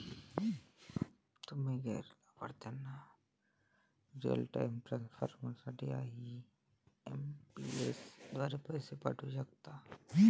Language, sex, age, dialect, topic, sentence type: Marathi, male, 18-24, Varhadi, banking, statement